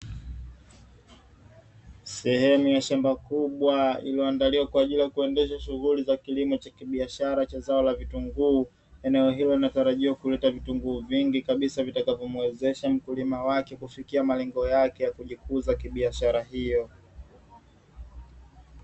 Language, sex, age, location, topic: Swahili, male, 25-35, Dar es Salaam, agriculture